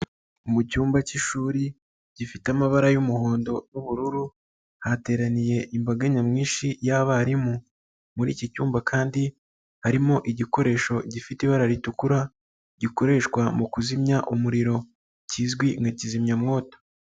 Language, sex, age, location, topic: Kinyarwanda, male, 36-49, Nyagatare, education